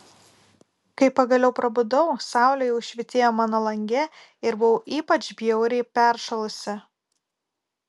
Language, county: Lithuanian, Kaunas